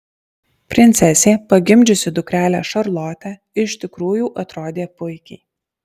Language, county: Lithuanian, Alytus